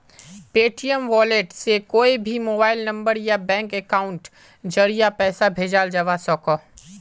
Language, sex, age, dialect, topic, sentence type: Magahi, male, 18-24, Northeastern/Surjapuri, banking, statement